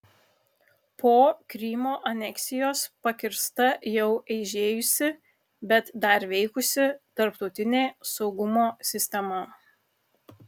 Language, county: Lithuanian, Kaunas